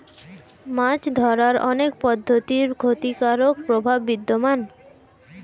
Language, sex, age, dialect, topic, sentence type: Bengali, female, <18, Standard Colloquial, agriculture, statement